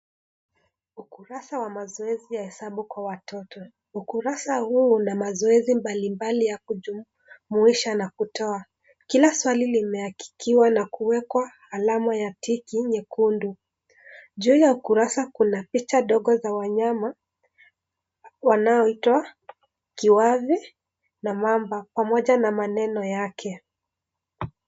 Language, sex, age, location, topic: Swahili, male, 25-35, Kisii, education